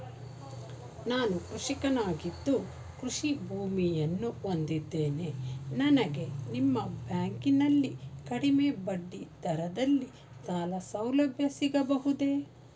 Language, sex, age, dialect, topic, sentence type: Kannada, female, 46-50, Mysore Kannada, banking, question